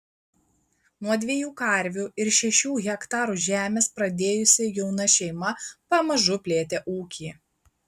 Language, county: Lithuanian, Klaipėda